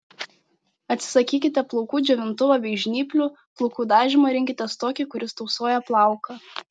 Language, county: Lithuanian, Šiauliai